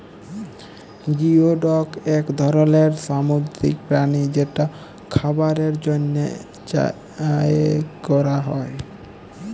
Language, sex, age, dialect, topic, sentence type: Bengali, male, 18-24, Jharkhandi, agriculture, statement